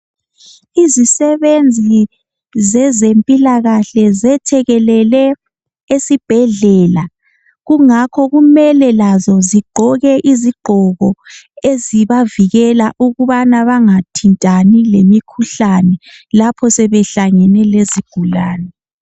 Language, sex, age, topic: North Ndebele, female, 18-24, health